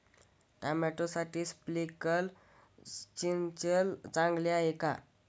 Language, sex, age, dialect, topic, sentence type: Marathi, male, <18, Standard Marathi, agriculture, question